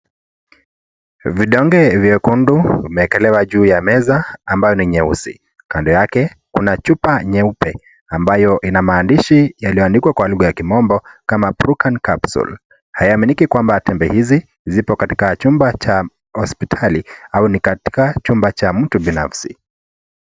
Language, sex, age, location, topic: Swahili, male, 25-35, Kisii, health